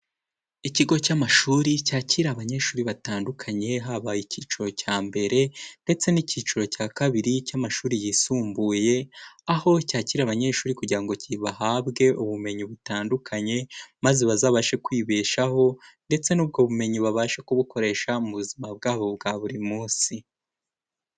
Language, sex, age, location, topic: Kinyarwanda, male, 18-24, Kigali, education